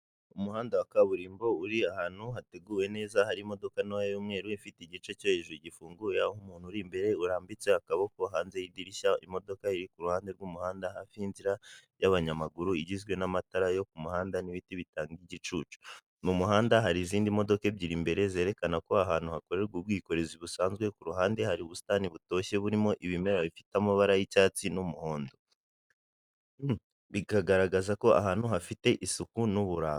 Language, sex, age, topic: Kinyarwanda, male, 18-24, government